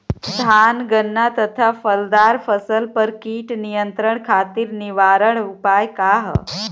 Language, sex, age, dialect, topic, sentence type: Bhojpuri, female, 25-30, Western, agriculture, question